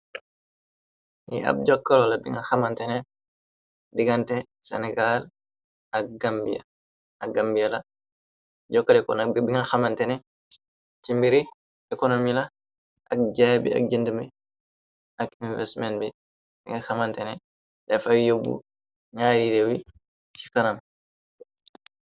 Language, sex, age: Wolof, male, 18-24